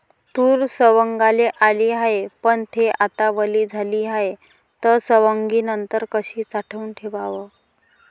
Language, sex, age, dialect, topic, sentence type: Marathi, female, 25-30, Varhadi, agriculture, question